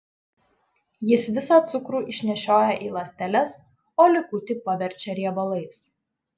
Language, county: Lithuanian, Utena